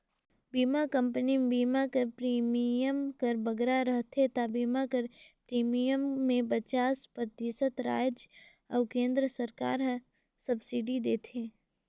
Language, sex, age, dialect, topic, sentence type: Chhattisgarhi, female, 18-24, Northern/Bhandar, agriculture, statement